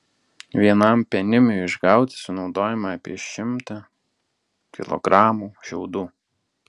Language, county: Lithuanian, Alytus